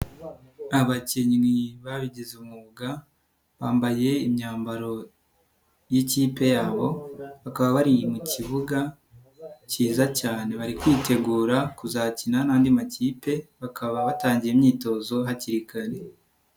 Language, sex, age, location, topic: Kinyarwanda, male, 18-24, Nyagatare, government